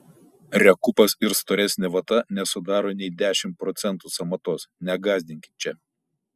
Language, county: Lithuanian, Kaunas